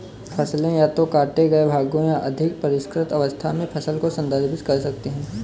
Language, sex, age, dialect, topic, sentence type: Hindi, male, 18-24, Kanauji Braj Bhasha, agriculture, statement